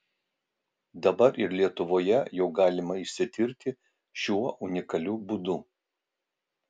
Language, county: Lithuanian, Vilnius